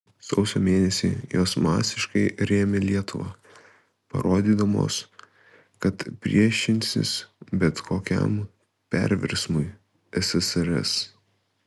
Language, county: Lithuanian, Kaunas